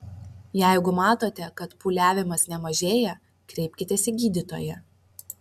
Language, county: Lithuanian, Vilnius